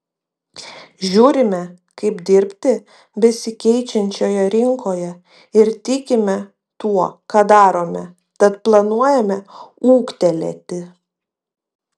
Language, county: Lithuanian, Vilnius